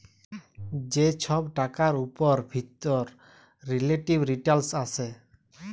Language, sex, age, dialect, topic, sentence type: Bengali, male, 25-30, Jharkhandi, banking, statement